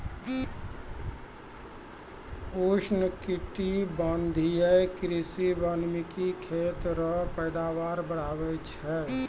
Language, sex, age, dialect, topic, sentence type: Maithili, male, 36-40, Angika, agriculture, statement